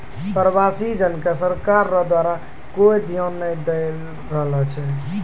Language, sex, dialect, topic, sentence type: Maithili, male, Angika, agriculture, statement